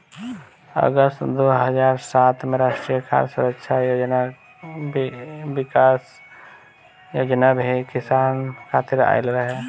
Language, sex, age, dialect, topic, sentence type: Bhojpuri, male, 18-24, Northern, agriculture, statement